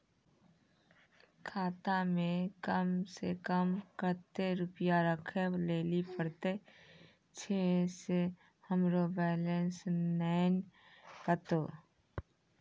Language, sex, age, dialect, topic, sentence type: Maithili, female, 25-30, Angika, banking, question